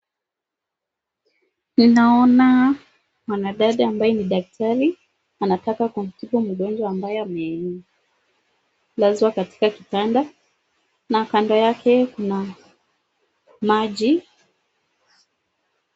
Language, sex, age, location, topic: Swahili, female, 25-35, Nakuru, health